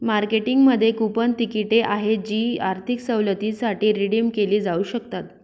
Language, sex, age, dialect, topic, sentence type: Marathi, female, 31-35, Northern Konkan, banking, statement